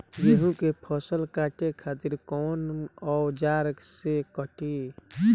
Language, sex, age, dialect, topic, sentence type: Bhojpuri, male, 18-24, Southern / Standard, agriculture, question